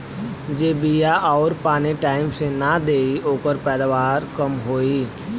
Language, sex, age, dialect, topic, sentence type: Bhojpuri, male, 60-100, Western, agriculture, statement